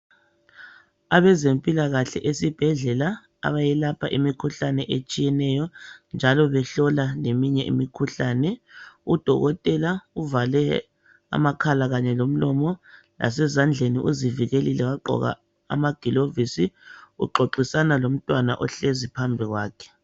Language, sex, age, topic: North Ndebele, male, 25-35, health